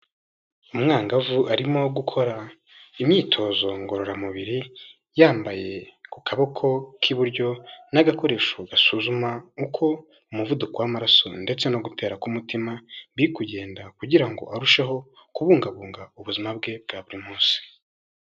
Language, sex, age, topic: Kinyarwanda, male, 18-24, health